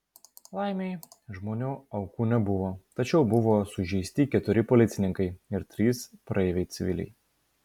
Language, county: Lithuanian, Vilnius